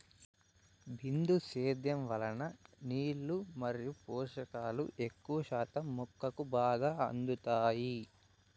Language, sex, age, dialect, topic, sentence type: Telugu, male, 18-24, Southern, agriculture, statement